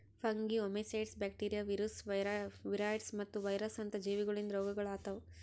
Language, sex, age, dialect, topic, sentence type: Kannada, female, 18-24, Northeastern, agriculture, statement